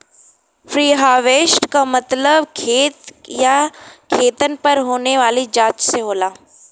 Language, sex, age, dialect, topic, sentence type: Bhojpuri, female, 18-24, Western, agriculture, statement